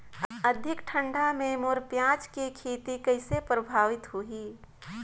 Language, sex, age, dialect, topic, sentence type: Chhattisgarhi, female, 25-30, Northern/Bhandar, agriculture, question